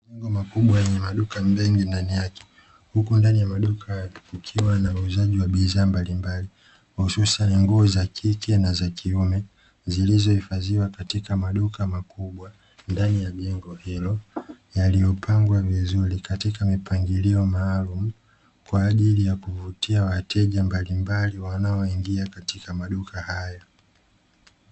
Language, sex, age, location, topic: Swahili, male, 25-35, Dar es Salaam, finance